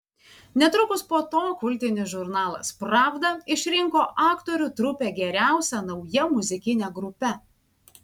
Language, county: Lithuanian, Vilnius